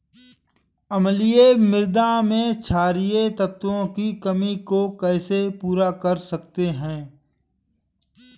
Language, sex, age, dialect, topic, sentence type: Hindi, male, 25-30, Awadhi Bundeli, agriculture, question